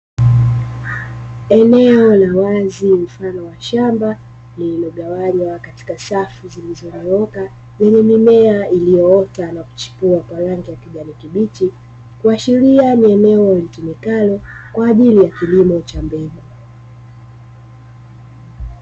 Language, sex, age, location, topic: Swahili, female, 18-24, Dar es Salaam, agriculture